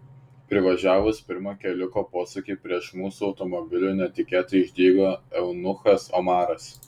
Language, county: Lithuanian, Šiauliai